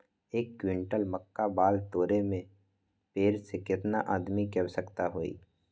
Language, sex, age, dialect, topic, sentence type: Magahi, male, 25-30, Western, agriculture, question